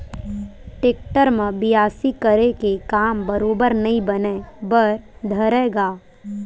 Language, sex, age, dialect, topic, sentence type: Chhattisgarhi, female, 18-24, Western/Budati/Khatahi, agriculture, statement